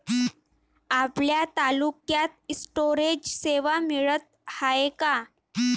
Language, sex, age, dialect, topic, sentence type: Marathi, female, 18-24, Varhadi, agriculture, question